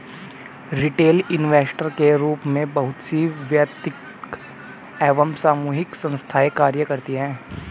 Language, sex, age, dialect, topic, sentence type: Hindi, male, 18-24, Hindustani Malvi Khadi Boli, banking, statement